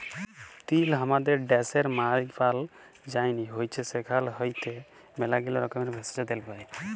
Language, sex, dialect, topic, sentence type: Bengali, male, Jharkhandi, agriculture, statement